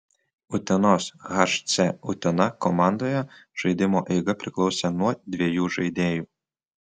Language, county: Lithuanian, Utena